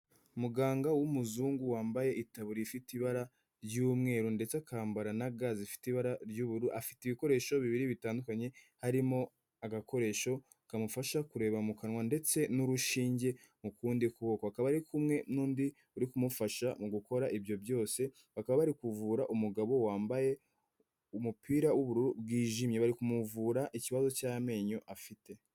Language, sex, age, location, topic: Kinyarwanda, female, 18-24, Kigali, health